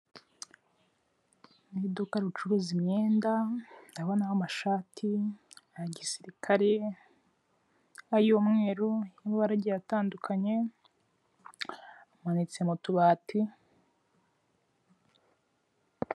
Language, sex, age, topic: Kinyarwanda, female, 18-24, finance